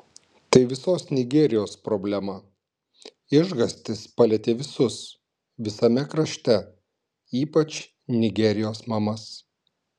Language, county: Lithuanian, Klaipėda